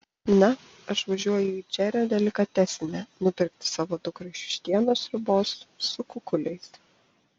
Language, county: Lithuanian, Panevėžys